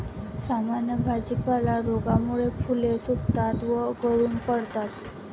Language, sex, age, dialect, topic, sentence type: Marathi, female, 18-24, Varhadi, agriculture, statement